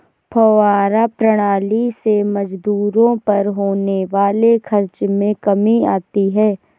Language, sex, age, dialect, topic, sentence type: Hindi, female, 18-24, Awadhi Bundeli, agriculture, statement